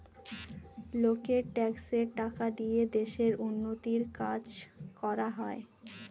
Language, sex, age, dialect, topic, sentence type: Bengali, female, 18-24, Northern/Varendri, banking, statement